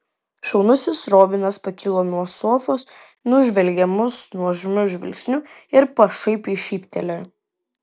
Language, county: Lithuanian, Vilnius